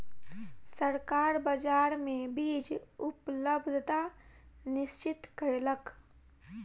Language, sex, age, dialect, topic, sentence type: Maithili, female, 18-24, Southern/Standard, agriculture, statement